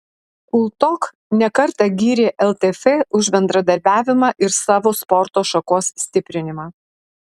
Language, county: Lithuanian, Alytus